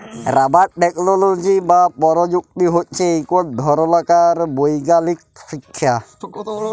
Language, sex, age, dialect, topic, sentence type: Bengali, male, 25-30, Jharkhandi, agriculture, statement